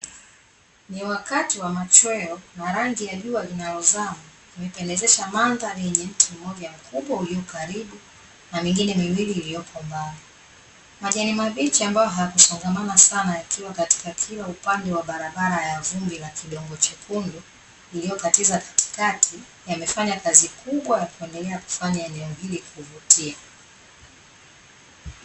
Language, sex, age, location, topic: Swahili, female, 36-49, Dar es Salaam, agriculture